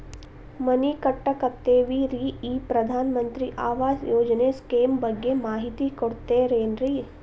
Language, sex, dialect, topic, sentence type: Kannada, female, Dharwad Kannada, banking, question